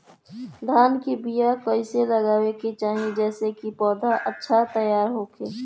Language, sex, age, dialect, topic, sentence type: Bhojpuri, female, 18-24, Northern, agriculture, question